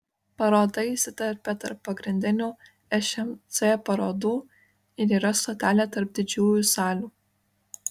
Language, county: Lithuanian, Kaunas